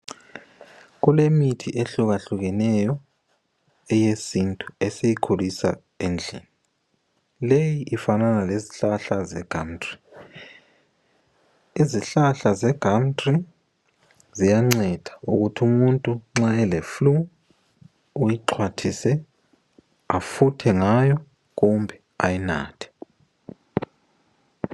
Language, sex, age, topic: North Ndebele, male, 25-35, health